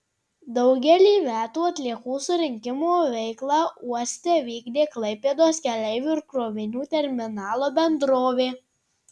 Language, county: Lithuanian, Tauragė